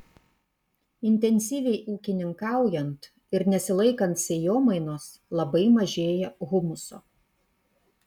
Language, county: Lithuanian, Kaunas